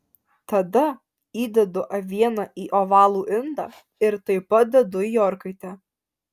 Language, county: Lithuanian, Alytus